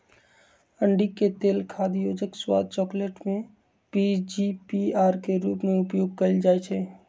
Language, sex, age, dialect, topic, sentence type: Magahi, male, 60-100, Western, agriculture, statement